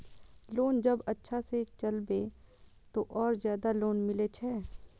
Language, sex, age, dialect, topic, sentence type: Maithili, female, 25-30, Eastern / Thethi, banking, question